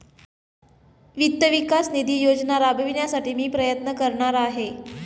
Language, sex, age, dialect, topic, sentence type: Marathi, female, 25-30, Standard Marathi, banking, statement